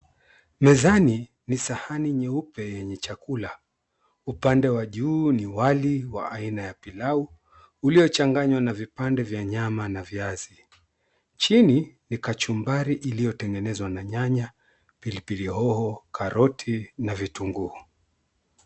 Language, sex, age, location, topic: Swahili, male, 36-49, Mombasa, agriculture